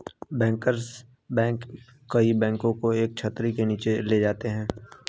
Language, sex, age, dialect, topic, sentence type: Hindi, female, 25-30, Hindustani Malvi Khadi Boli, banking, statement